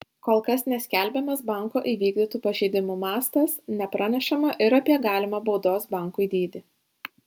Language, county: Lithuanian, Šiauliai